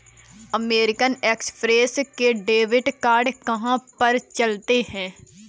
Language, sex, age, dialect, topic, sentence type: Hindi, female, 18-24, Kanauji Braj Bhasha, banking, statement